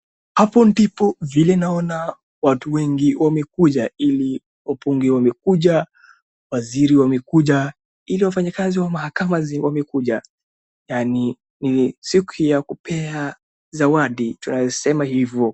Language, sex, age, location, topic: Swahili, male, 36-49, Wajir, government